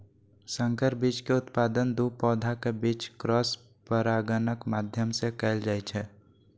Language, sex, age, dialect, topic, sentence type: Maithili, male, 18-24, Eastern / Thethi, agriculture, statement